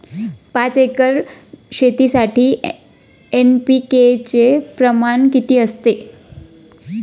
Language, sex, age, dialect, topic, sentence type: Marathi, female, 25-30, Standard Marathi, agriculture, question